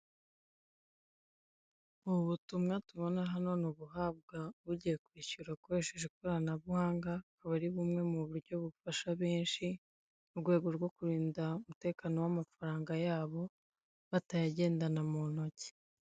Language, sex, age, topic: Kinyarwanda, female, 25-35, finance